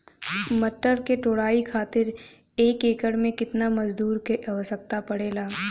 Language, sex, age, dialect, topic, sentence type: Bhojpuri, female, 25-30, Western, agriculture, question